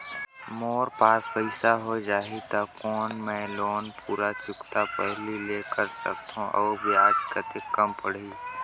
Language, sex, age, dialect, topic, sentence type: Chhattisgarhi, male, 18-24, Northern/Bhandar, banking, question